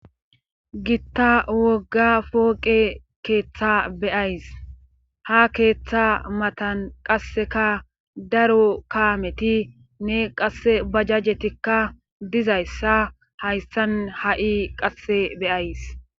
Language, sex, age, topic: Gamo, female, 25-35, government